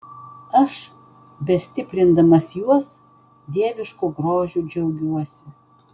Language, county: Lithuanian, Vilnius